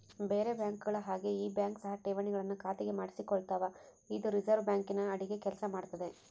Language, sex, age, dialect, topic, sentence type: Kannada, female, 18-24, Central, banking, statement